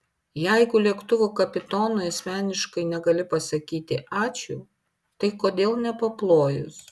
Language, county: Lithuanian, Panevėžys